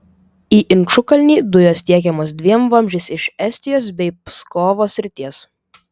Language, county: Lithuanian, Vilnius